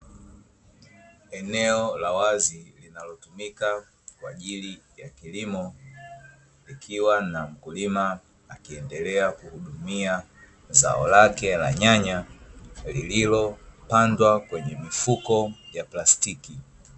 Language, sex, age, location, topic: Swahili, male, 25-35, Dar es Salaam, agriculture